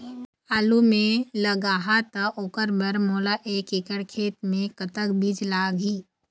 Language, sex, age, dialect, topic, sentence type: Chhattisgarhi, female, 51-55, Eastern, agriculture, question